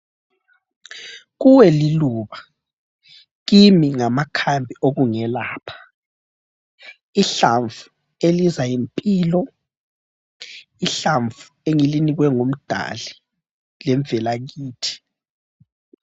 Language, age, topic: North Ndebele, 25-35, health